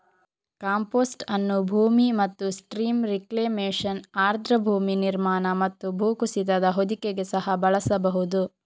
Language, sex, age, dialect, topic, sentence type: Kannada, female, 25-30, Coastal/Dakshin, agriculture, statement